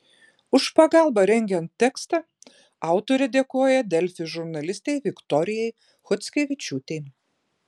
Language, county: Lithuanian, Klaipėda